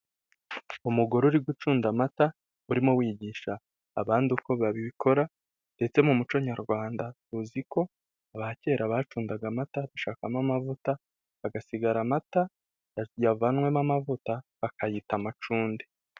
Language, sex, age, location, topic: Kinyarwanda, male, 18-24, Musanze, government